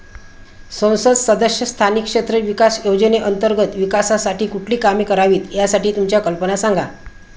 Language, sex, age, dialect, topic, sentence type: Marathi, female, 56-60, Standard Marathi, banking, statement